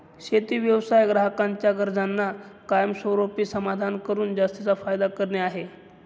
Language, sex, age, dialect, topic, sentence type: Marathi, male, 25-30, Northern Konkan, agriculture, statement